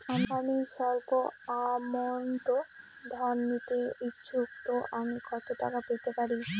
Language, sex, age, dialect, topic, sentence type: Bengali, female, 60-100, Northern/Varendri, banking, question